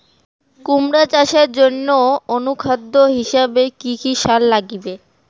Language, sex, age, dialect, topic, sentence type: Bengali, female, 18-24, Rajbangshi, agriculture, question